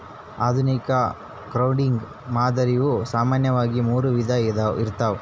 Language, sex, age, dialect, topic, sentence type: Kannada, male, 18-24, Central, banking, statement